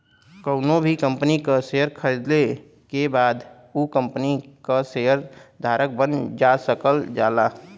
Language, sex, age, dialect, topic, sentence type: Bhojpuri, male, 25-30, Western, banking, statement